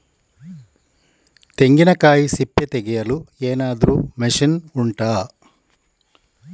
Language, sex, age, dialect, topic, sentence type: Kannada, male, 18-24, Coastal/Dakshin, agriculture, question